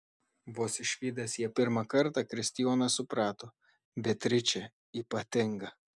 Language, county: Lithuanian, Šiauliai